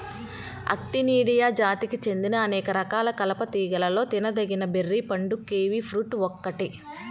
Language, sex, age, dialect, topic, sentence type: Telugu, female, 25-30, Central/Coastal, agriculture, statement